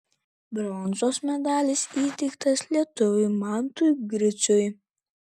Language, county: Lithuanian, Kaunas